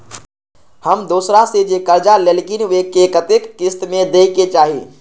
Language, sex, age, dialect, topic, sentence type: Maithili, male, 18-24, Eastern / Thethi, banking, question